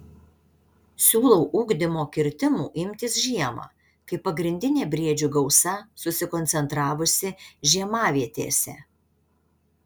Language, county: Lithuanian, Šiauliai